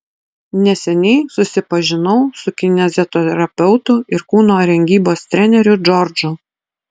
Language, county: Lithuanian, Utena